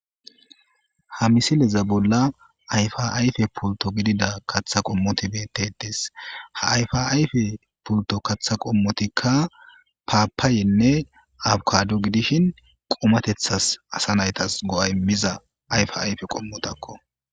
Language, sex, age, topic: Gamo, male, 25-35, agriculture